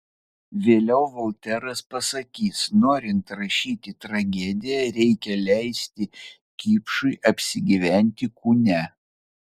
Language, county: Lithuanian, Vilnius